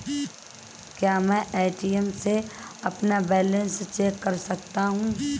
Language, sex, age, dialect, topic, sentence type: Hindi, female, 31-35, Marwari Dhudhari, banking, question